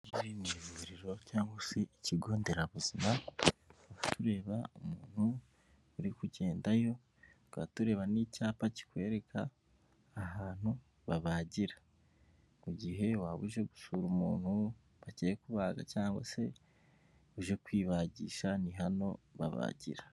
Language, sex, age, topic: Kinyarwanda, female, 18-24, government